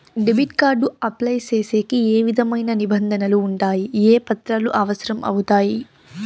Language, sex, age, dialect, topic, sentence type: Telugu, female, 18-24, Southern, banking, question